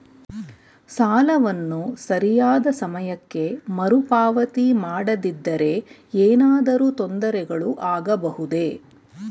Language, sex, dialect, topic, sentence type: Kannada, female, Mysore Kannada, banking, question